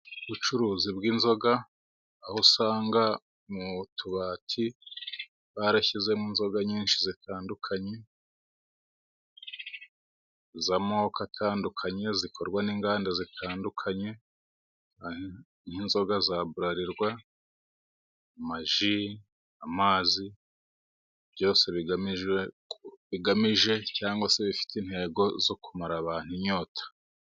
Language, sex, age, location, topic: Kinyarwanda, male, 36-49, Musanze, finance